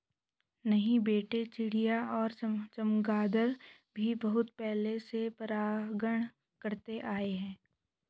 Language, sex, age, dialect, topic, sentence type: Hindi, male, 18-24, Hindustani Malvi Khadi Boli, agriculture, statement